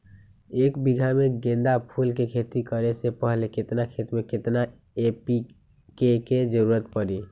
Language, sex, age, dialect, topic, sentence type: Magahi, male, 18-24, Western, agriculture, question